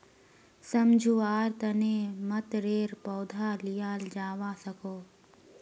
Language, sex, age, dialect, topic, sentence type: Magahi, female, 18-24, Northeastern/Surjapuri, agriculture, statement